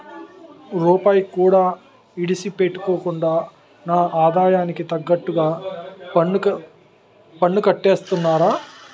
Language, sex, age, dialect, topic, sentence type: Telugu, male, 31-35, Utterandhra, banking, statement